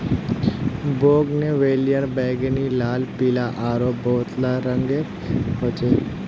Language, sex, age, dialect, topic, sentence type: Magahi, male, 25-30, Northeastern/Surjapuri, agriculture, statement